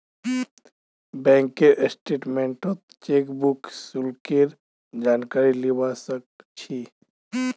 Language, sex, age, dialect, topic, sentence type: Magahi, male, 25-30, Northeastern/Surjapuri, banking, statement